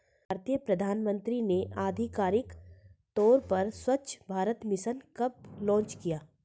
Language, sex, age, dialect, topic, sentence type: Hindi, female, 41-45, Hindustani Malvi Khadi Boli, banking, question